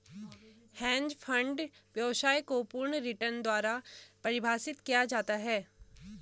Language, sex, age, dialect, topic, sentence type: Hindi, female, 18-24, Garhwali, banking, statement